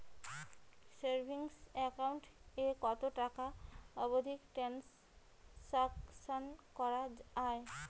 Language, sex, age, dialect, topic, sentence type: Bengali, female, 25-30, Rajbangshi, banking, question